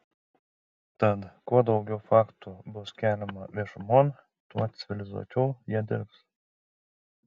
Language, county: Lithuanian, Šiauliai